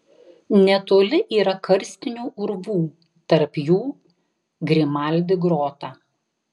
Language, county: Lithuanian, Tauragė